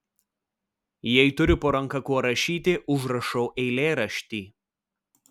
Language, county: Lithuanian, Vilnius